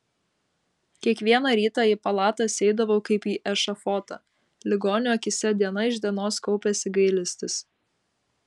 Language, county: Lithuanian, Vilnius